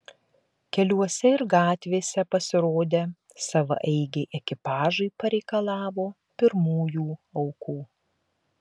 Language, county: Lithuanian, Klaipėda